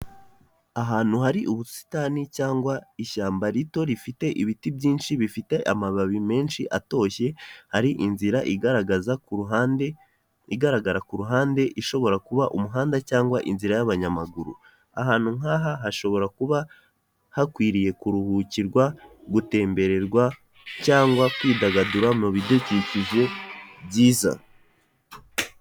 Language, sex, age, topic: Kinyarwanda, male, 18-24, government